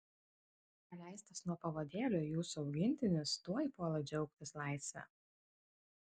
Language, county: Lithuanian, Kaunas